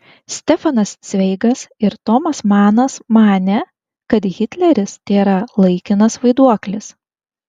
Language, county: Lithuanian, Vilnius